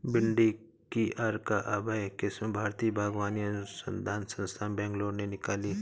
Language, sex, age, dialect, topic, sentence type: Hindi, male, 31-35, Awadhi Bundeli, agriculture, statement